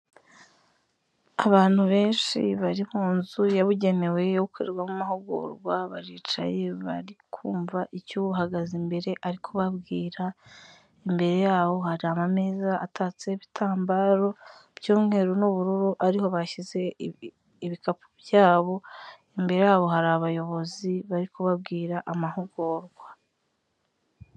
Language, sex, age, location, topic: Kinyarwanda, female, 25-35, Kigali, health